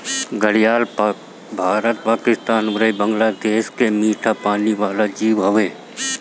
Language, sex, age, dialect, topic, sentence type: Bhojpuri, male, 31-35, Northern, agriculture, statement